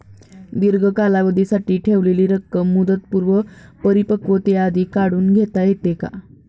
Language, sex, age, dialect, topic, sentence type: Marathi, female, 41-45, Standard Marathi, banking, question